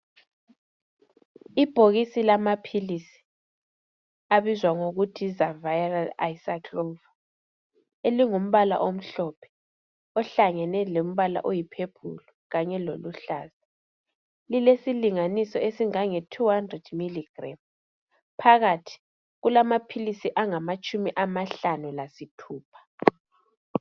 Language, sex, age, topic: North Ndebele, female, 25-35, health